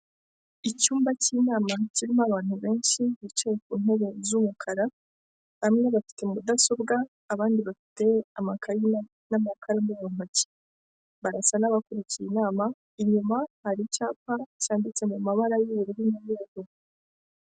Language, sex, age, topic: Kinyarwanda, female, 25-35, government